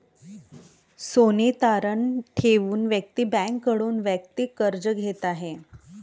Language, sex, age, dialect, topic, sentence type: Marathi, male, 31-35, Varhadi, banking, statement